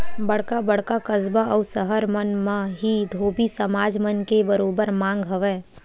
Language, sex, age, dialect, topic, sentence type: Chhattisgarhi, female, 18-24, Western/Budati/Khatahi, banking, statement